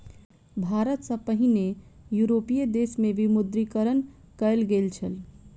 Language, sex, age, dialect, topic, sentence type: Maithili, female, 25-30, Southern/Standard, banking, statement